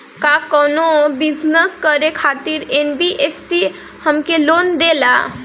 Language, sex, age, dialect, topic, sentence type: Bhojpuri, female, 18-24, Northern, banking, question